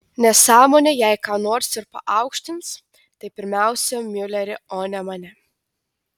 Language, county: Lithuanian, Telšiai